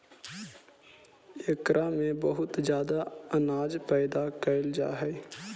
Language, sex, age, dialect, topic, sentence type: Magahi, male, 18-24, Central/Standard, agriculture, statement